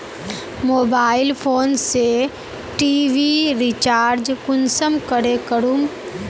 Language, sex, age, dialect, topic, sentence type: Magahi, female, 18-24, Northeastern/Surjapuri, banking, question